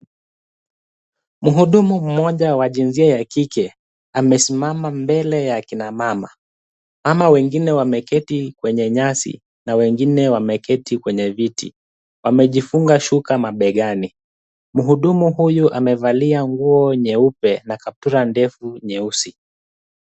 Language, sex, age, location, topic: Swahili, male, 25-35, Kisumu, health